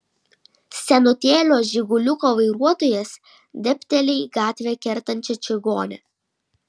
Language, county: Lithuanian, Šiauliai